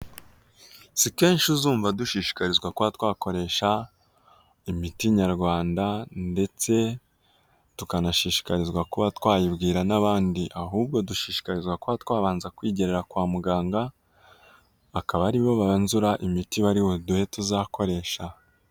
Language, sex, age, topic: Kinyarwanda, male, 18-24, health